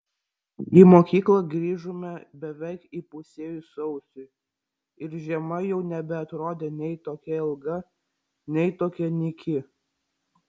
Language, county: Lithuanian, Vilnius